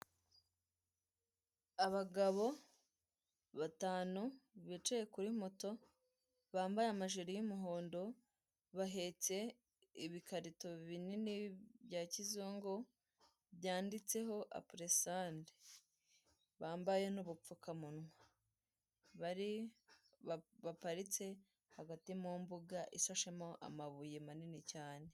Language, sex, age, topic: Kinyarwanda, female, 18-24, finance